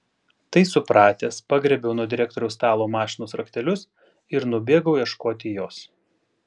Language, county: Lithuanian, Panevėžys